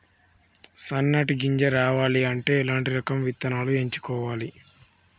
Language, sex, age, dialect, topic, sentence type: Telugu, male, 18-24, Telangana, agriculture, question